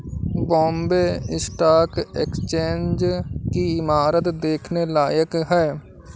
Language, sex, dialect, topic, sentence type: Hindi, male, Awadhi Bundeli, banking, statement